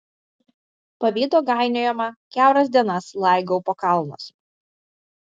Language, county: Lithuanian, Vilnius